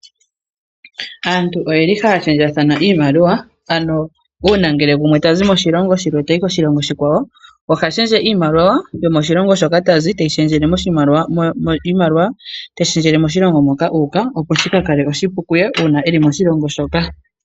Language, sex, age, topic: Oshiwambo, female, 18-24, finance